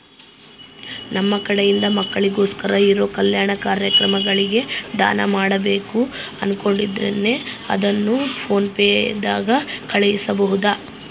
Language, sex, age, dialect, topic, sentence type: Kannada, female, 25-30, Central, banking, question